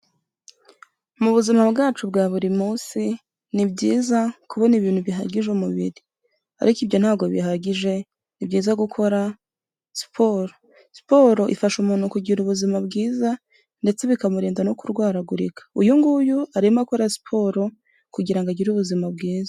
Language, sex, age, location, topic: Kinyarwanda, female, 18-24, Kigali, health